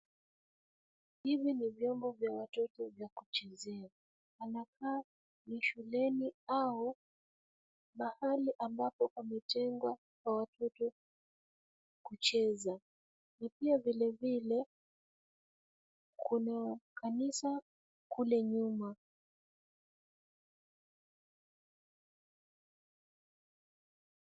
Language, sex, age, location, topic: Swahili, female, 25-35, Kisumu, education